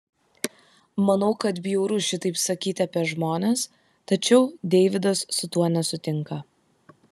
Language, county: Lithuanian, Kaunas